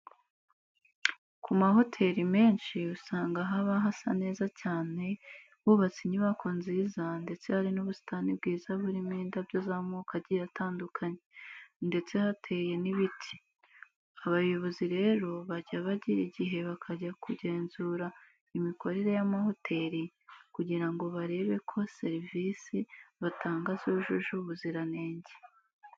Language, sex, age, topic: Kinyarwanda, female, 18-24, education